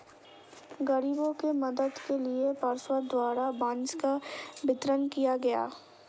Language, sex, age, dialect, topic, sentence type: Hindi, female, 25-30, Hindustani Malvi Khadi Boli, agriculture, statement